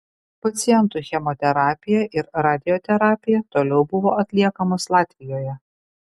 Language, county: Lithuanian, Kaunas